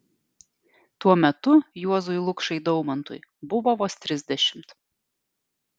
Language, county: Lithuanian, Alytus